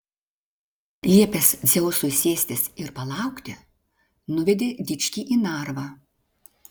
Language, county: Lithuanian, Klaipėda